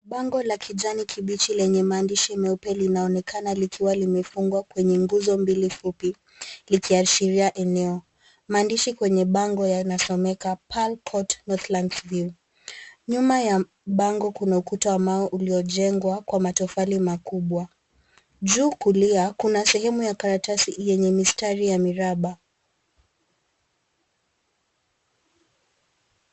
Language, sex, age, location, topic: Swahili, female, 25-35, Nairobi, finance